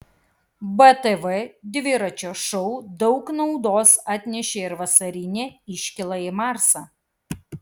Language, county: Lithuanian, Kaunas